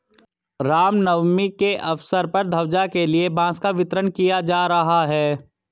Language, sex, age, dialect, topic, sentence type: Hindi, male, 31-35, Hindustani Malvi Khadi Boli, agriculture, statement